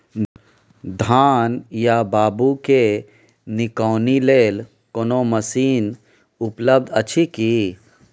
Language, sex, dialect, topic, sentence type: Maithili, male, Bajjika, agriculture, question